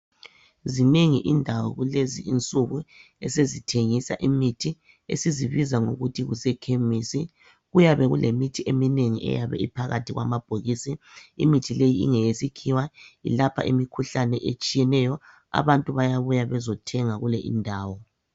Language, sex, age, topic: North Ndebele, male, 25-35, health